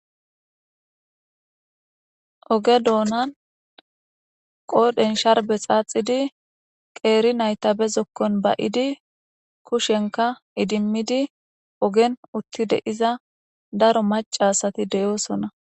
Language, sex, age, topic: Gamo, female, 18-24, government